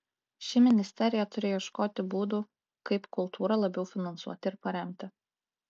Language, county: Lithuanian, Klaipėda